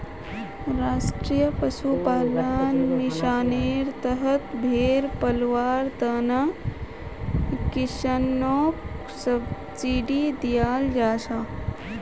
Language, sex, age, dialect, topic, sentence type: Magahi, female, 25-30, Northeastern/Surjapuri, agriculture, statement